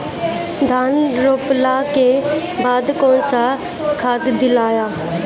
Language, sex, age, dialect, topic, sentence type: Bhojpuri, female, 18-24, Northern, agriculture, question